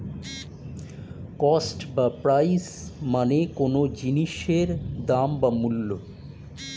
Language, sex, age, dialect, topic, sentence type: Bengali, male, 51-55, Standard Colloquial, banking, statement